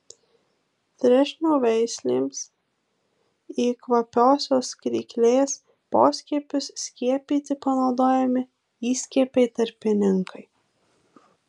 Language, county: Lithuanian, Marijampolė